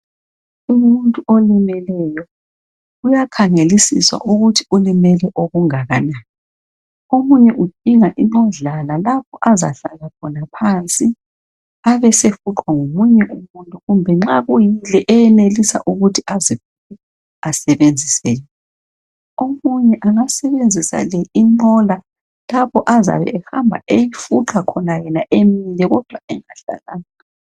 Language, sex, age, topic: North Ndebele, female, 50+, health